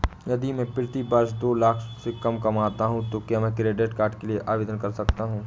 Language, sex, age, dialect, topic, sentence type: Hindi, male, 18-24, Awadhi Bundeli, banking, question